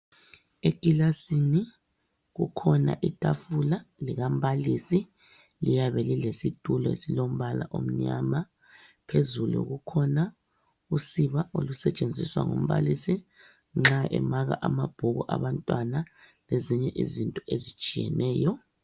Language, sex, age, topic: North Ndebele, female, 25-35, education